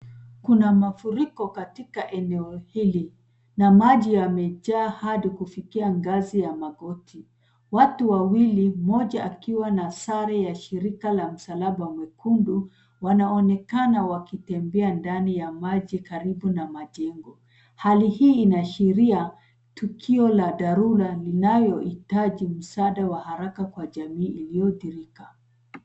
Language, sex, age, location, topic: Swahili, female, 36-49, Nairobi, health